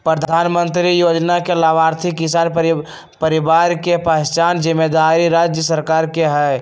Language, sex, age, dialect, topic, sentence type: Magahi, male, 18-24, Western, agriculture, statement